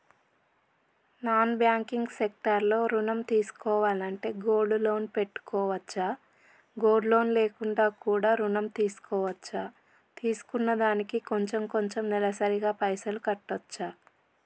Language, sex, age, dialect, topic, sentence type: Telugu, male, 31-35, Telangana, banking, question